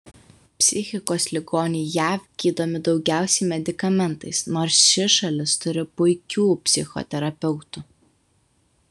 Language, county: Lithuanian, Vilnius